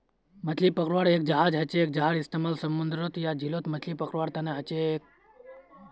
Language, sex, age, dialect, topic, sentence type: Magahi, male, 18-24, Northeastern/Surjapuri, agriculture, statement